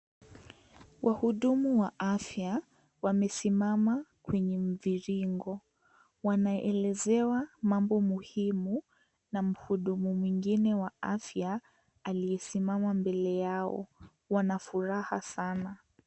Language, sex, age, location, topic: Swahili, female, 18-24, Kisii, health